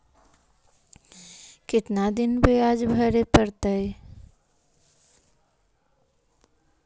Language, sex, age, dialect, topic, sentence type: Magahi, female, 18-24, Central/Standard, banking, question